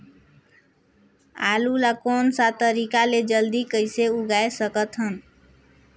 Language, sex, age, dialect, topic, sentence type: Chhattisgarhi, female, 18-24, Northern/Bhandar, agriculture, question